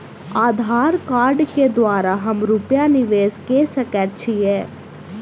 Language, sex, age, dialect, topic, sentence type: Maithili, female, 25-30, Southern/Standard, banking, question